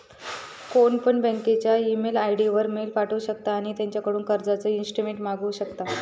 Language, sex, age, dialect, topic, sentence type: Marathi, female, 25-30, Southern Konkan, banking, statement